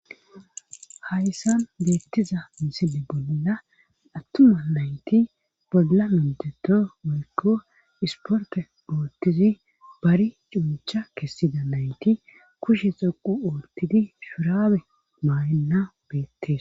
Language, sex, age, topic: Gamo, female, 18-24, government